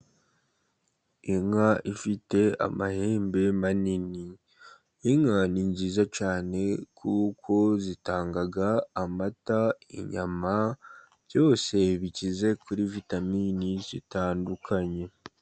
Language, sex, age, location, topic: Kinyarwanda, male, 50+, Musanze, agriculture